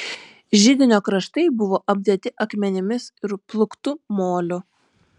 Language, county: Lithuanian, Vilnius